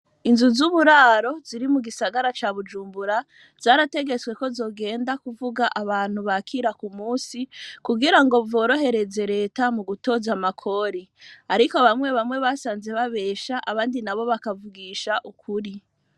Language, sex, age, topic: Rundi, female, 25-35, education